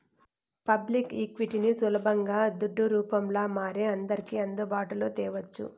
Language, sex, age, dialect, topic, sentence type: Telugu, female, 18-24, Southern, banking, statement